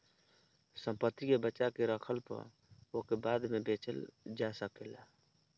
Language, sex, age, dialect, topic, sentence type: Bhojpuri, male, 18-24, Northern, banking, statement